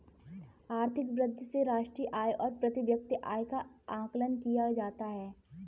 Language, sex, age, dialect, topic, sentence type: Hindi, female, 18-24, Kanauji Braj Bhasha, banking, statement